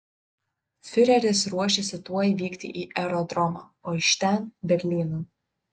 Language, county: Lithuanian, Vilnius